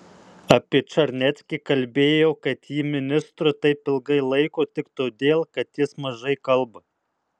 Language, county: Lithuanian, Alytus